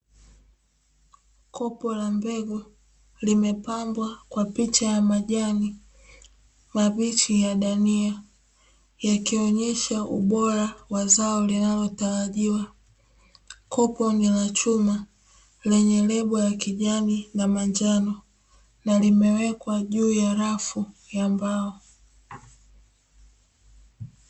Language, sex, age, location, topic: Swahili, female, 18-24, Dar es Salaam, agriculture